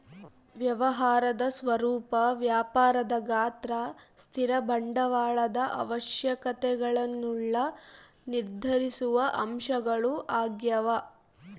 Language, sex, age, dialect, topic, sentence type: Kannada, female, 18-24, Central, banking, statement